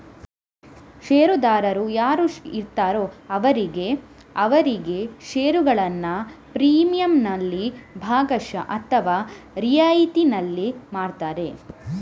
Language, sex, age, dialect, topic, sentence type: Kannada, female, 18-24, Coastal/Dakshin, banking, statement